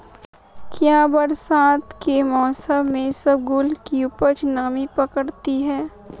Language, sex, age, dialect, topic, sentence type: Hindi, female, 18-24, Marwari Dhudhari, agriculture, question